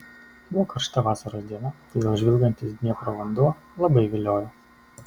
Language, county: Lithuanian, Kaunas